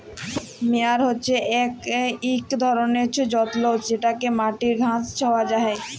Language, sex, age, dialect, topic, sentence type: Bengali, female, 18-24, Jharkhandi, agriculture, statement